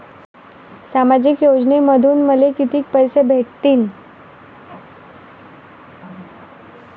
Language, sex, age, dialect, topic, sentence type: Marathi, female, 18-24, Varhadi, banking, question